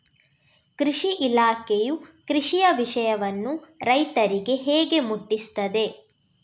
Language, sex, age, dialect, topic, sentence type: Kannada, female, 18-24, Coastal/Dakshin, agriculture, question